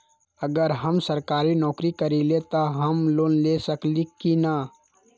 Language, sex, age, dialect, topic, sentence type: Magahi, male, 18-24, Western, banking, question